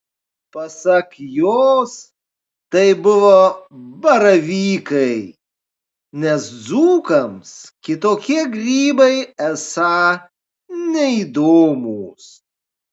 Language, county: Lithuanian, Kaunas